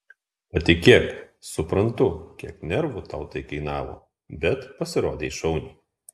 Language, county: Lithuanian, Kaunas